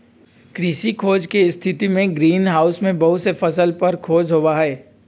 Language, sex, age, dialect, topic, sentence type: Magahi, male, 18-24, Western, agriculture, statement